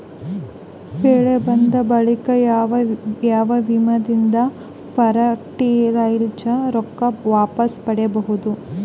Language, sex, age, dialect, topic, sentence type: Kannada, female, 18-24, Northeastern, agriculture, question